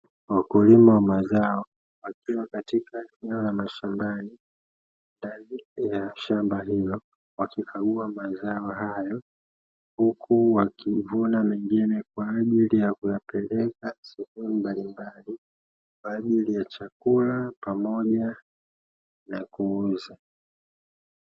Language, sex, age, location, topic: Swahili, male, 25-35, Dar es Salaam, agriculture